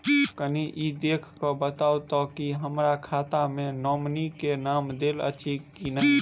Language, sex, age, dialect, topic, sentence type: Maithili, male, 18-24, Southern/Standard, banking, question